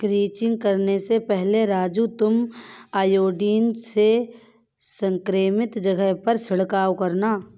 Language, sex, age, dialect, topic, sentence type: Hindi, male, 31-35, Kanauji Braj Bhasha, agriculture, statement